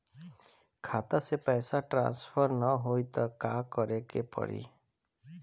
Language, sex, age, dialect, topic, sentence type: Bhojpuri, female, 25-30, Northern, banking, question